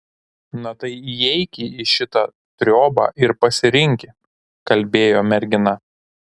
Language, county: Lithuanian, Šiauliai